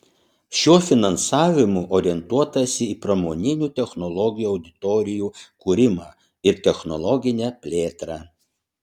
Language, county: Lithuanian, Utena